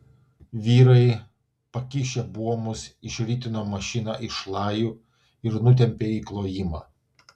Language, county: Lithuanian, Vilnius